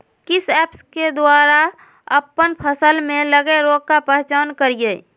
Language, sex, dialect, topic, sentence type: Magahi, female, Southern, agriculture, question